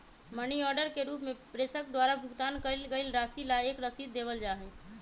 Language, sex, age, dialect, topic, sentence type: Magahi, female, 18-24, Western, banking, statement